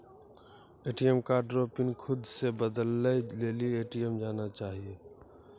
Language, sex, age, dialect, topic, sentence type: Maithili, male, 18-24, Angika, banking, statement